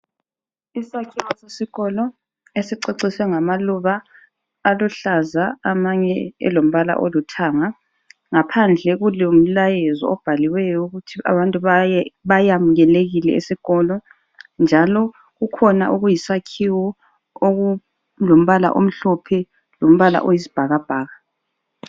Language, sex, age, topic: North Ndebele, female, 25-35, education